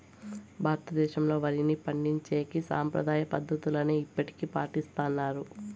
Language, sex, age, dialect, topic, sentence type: Telugu, female, 18-24, Southern, agriculture, statement